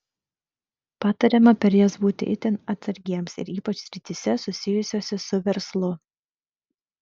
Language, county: Lithuanian, Vilnius